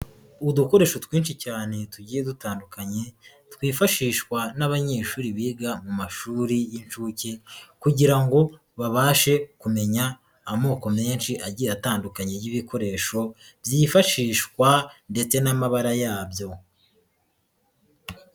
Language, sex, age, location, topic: Kinyarwanda, female, 18-24, Nyagatare, education